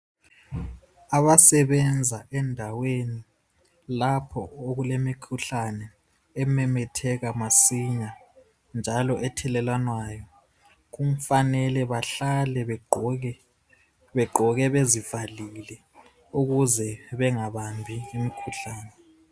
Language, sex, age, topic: North Ndebele, male, 25-35, health